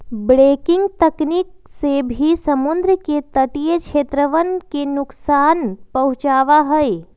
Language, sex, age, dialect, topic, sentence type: Magahi, female, 25-30, Western, agriculture, statement